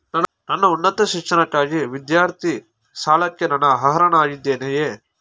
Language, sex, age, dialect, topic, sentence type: Kannada, male, 18-24, Mysore Kannada, banking, statement